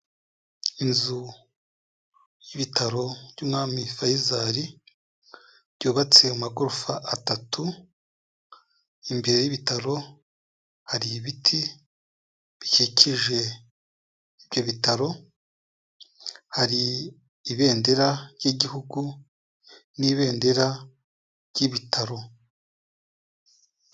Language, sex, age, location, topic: Kinyarwanda, male, 36-49, Kigali, health